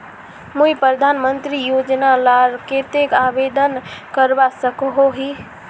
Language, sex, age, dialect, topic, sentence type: Magahi, female, 18-24, Northeastern/Surjapuri, banking, question